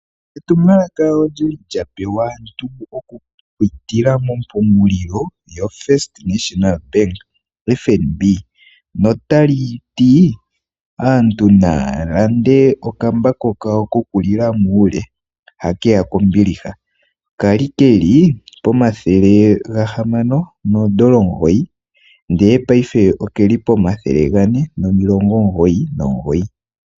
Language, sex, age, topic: Oshiwambo, male, 18-24, finance